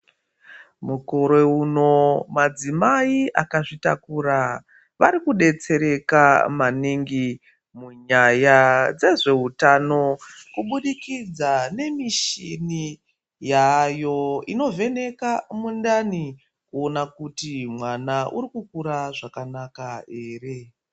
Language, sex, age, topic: Ndau, female, 36-49, health